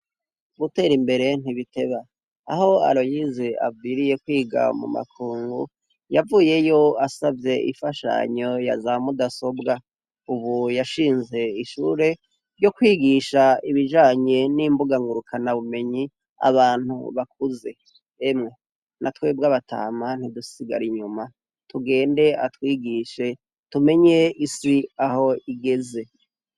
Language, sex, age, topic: Rundi, male, 36-49, education